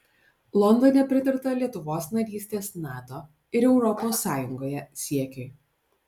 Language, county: Lithuanian, Alytus